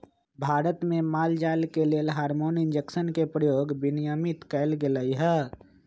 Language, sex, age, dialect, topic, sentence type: Magahi, male, 25-30, Western, agriculture, statement